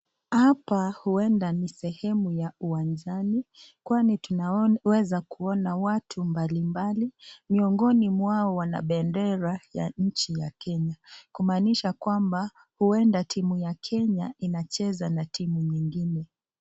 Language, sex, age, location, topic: Swahili, female, 25-35, Nakuru, government